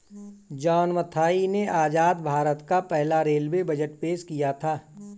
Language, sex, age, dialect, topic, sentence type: Hindi, male, 18-24, Marwari Dhudhari, banking, statement